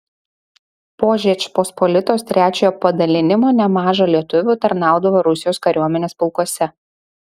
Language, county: Lithuanian, Šiauliai